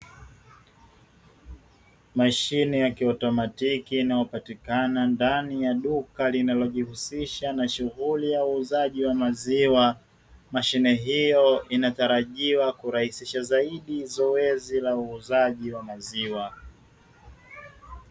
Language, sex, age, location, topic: Swahili, male, 18-24, Dar es Salaam, finance